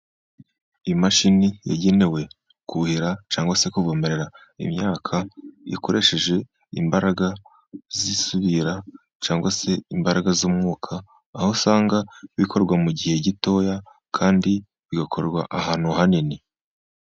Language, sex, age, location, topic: Kinyarwanda, male, 18-24, Musanze, agriculture